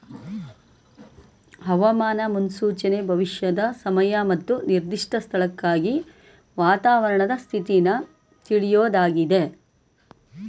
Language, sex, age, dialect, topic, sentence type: Kannada, female, 18-24, Mysore Kannada, agriculture, statement